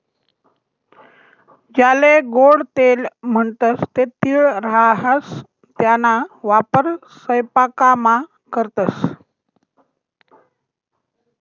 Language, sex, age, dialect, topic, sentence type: Marathi, male, 18-24, Northern Konkan, agriculture, statement